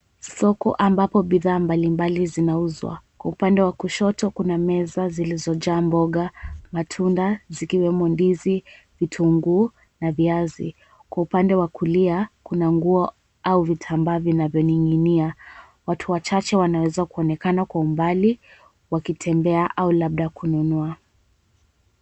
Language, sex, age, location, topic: Swahili, female, 18-24, Mombasa, finance